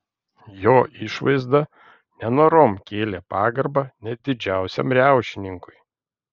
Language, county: Lithuanian, Vilnius